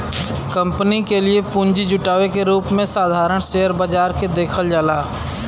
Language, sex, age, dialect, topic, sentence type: Bhojpuri, male, 25-30, Western, banking, statement